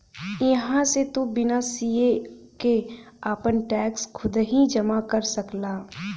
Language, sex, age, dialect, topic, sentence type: Bhojpuri, female, 25-30, Western, banking, statement